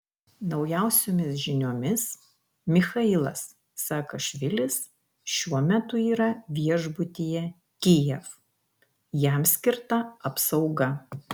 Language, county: Lithuanian, Kaunas